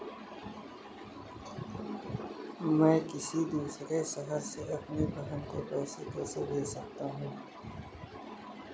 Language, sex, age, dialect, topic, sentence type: Hindi, male, 18-24, Kanauji Braj Bhasha, banking, question